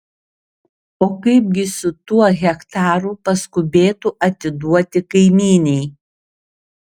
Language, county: Lithuanian, Šiauliai